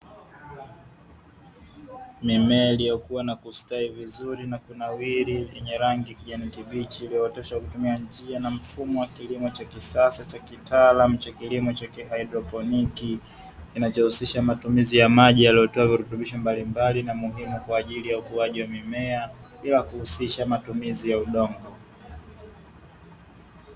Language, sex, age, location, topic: Swahili, male, 25-35, Dar es Salaam, agriculture